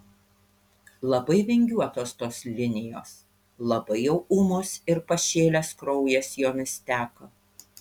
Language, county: Lithuanian, Panevėžys